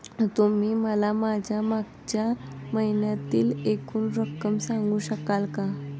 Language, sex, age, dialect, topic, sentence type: Marathi, female, 18-24, Standard Marathi, banking, question